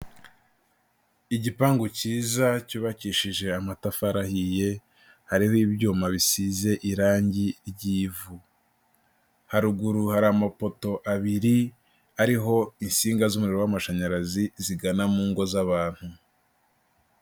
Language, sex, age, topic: Kinyarwanda, male, 18-24, government